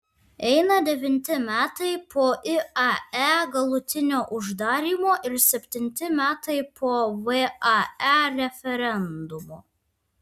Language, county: Lithuanian, Vilnius